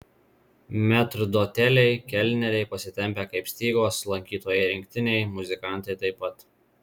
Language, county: Lithuanian, Marijampolė